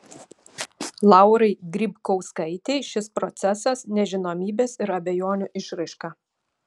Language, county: Lithuanian, Šiauliai